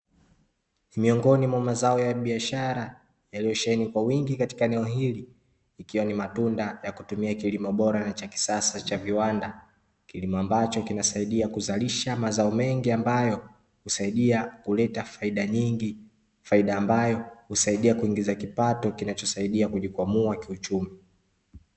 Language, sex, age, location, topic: Swahili, male, 25-35, Dar es Salaam, agriculture